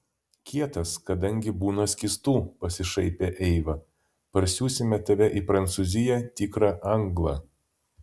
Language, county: Lithuanian, Vilnius